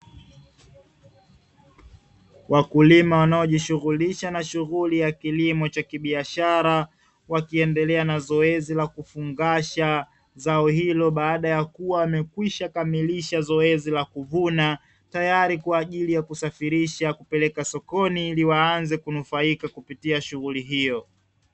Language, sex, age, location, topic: Swahili, male, 25-35, Dar es Salaam, agriculture